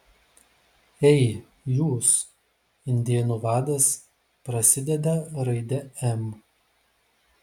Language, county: Lithuanian, Vilnius